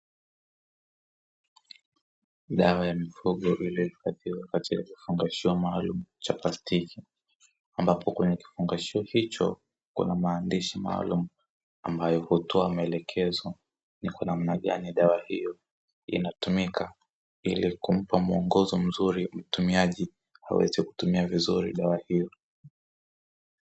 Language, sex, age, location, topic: Swahili, male, 18-24, Dar es Salaam, agriculture